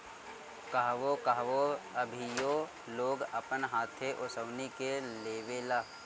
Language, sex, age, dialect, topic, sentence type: Bhojpuri, male, 18-24, Northern, agriculture, statement